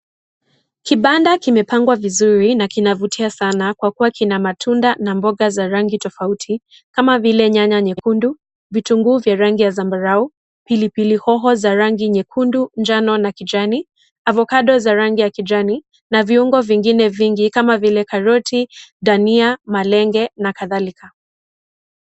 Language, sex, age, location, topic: Swahili, female, 18-24, Kisii, finance